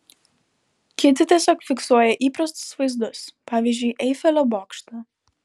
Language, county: Lithuanian, Vilnius